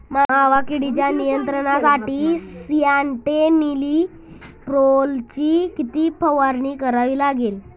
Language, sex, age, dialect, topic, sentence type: Marathi, male, 51-55, Standard Marathi, agriculture, question